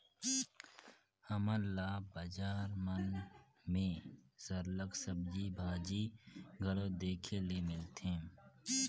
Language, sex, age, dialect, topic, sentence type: Chhattisgarhi, male, 18-24, Northern/Bhandar, agriculture, statement